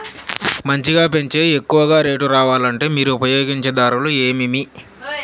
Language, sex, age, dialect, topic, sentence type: Telugu, male, 25-30, Southern, agriculture, question